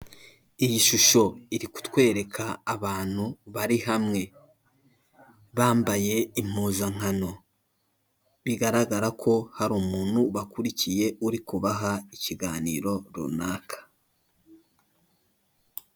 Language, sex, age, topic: Kinyarwanda, male, 18-24, government